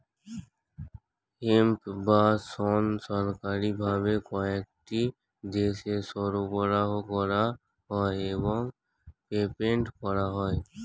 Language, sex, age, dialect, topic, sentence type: Bengali, male, <18, Standard Colloquial, agriculture, statement